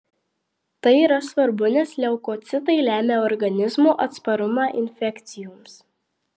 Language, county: Lithuanian, Marijampolė